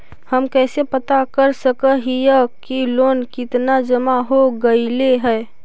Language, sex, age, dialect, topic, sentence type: Magahi, female, 18-24, Central/Standard, banking, question